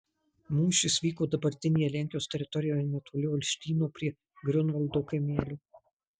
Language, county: Lithuanian, Marijampolė